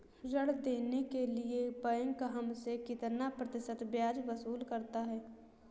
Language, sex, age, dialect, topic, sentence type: Hindi, female, 18-24, Awadhi Bundeli, banking, question